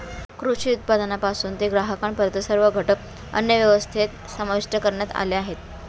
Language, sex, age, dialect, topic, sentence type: Marathi, female, 41-45, Standard Marathi, agriculture, statement